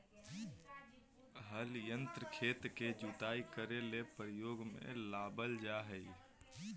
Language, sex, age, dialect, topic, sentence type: Magahi, male, 18-24, Southern, agriculture, statement